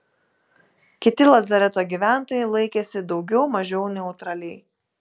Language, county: Lithuanian, Telšiai